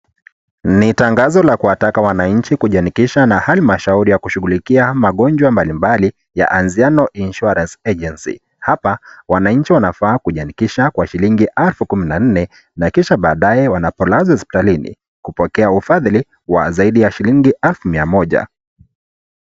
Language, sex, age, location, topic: Swahili, male, 25-35, Kisii, finance